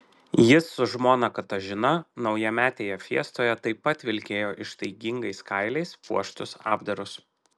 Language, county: Lithuanian, Marijampolė